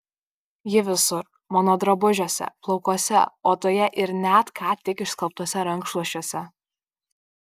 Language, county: Lithuanian, Kaunas